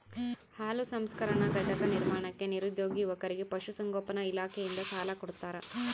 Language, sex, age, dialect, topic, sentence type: Kannada, female, 25-30, Central, agriculture, statement